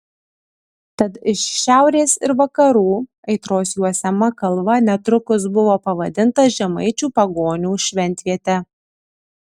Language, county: Lithuanian, Kaunas